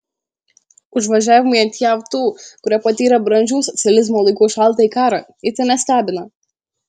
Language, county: Lithuanian, Šiauliai